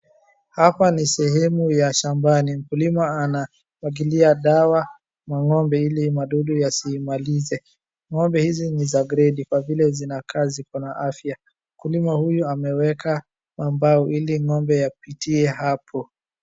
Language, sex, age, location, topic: Swahili, female, 25-35, Wajir, agriculture